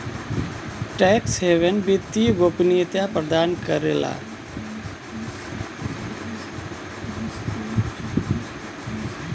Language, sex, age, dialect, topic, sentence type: Bhojpuri, male, 41-45, Western, banking, statement